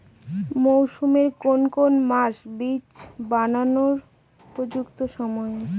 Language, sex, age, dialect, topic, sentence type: Bengali, female, 18-24, Northern/Varendri, agriculture, question